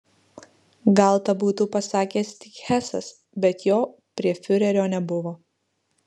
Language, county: Lithuanian, Marijampolė